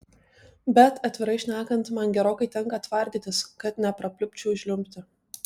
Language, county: Lithuanian, Tauragė